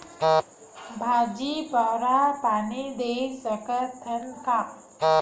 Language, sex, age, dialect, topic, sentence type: Chhattisgarhi, female, 46-50, Western/Budati/Khatahi, agriculture, question